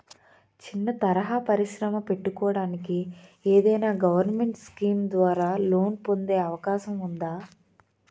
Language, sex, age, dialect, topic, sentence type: Telugu, female, 25-30, Utterandhra, banking, question